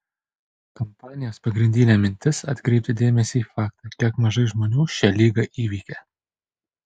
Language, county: Lithuanian, Panevėžys